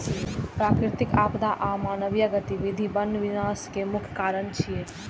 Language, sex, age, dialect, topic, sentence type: Maithili, female, 18-24, Eastern / Thethi, agriculture, statement